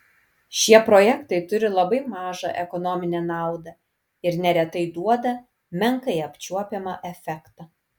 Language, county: Lithuanian, Kaunas